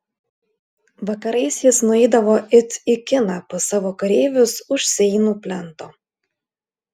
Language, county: Lithuanian, Klaipėda